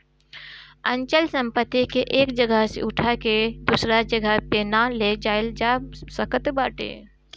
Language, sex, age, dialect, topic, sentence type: Bhojpuri, female, 25-30, Northern, banking, statement